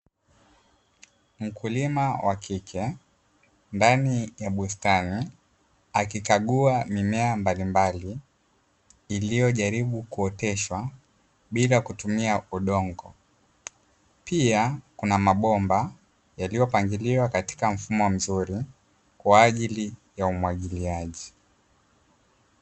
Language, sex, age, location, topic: Swahili, male, 18-24, Dar es Salaam, agriculture